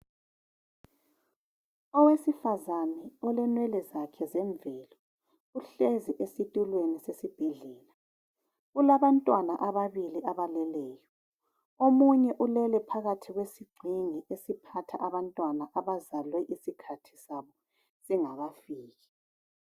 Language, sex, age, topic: North Ndebele, female, 36-49, health